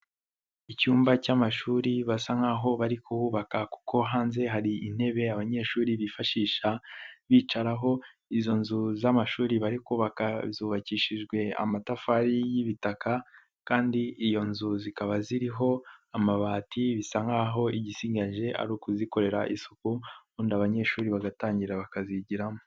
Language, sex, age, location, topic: Kinyarwanda, male, 18-24, Nyagatare, education